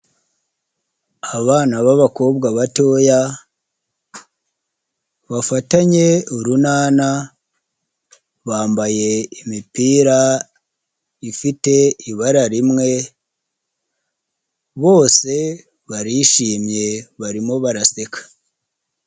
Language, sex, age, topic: Kinyarwanda, male, 25-35, health